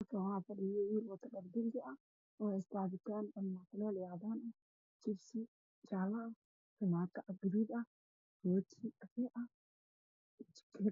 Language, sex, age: Somali, female, 25-35